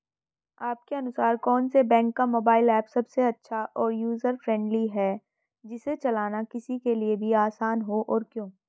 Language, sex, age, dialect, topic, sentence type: Hindi, female, 31-35, Hindustani Malvi Khadi Boli, banking, question